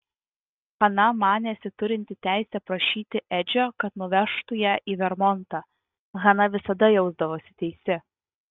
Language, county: Lithuanian, Vilnius